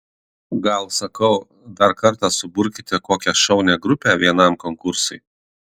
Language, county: Lithuanian, Kaunas